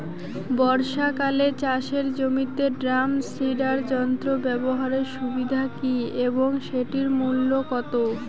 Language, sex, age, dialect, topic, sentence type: Bengali, female, 18-24, Rajbangshi, agriculture, question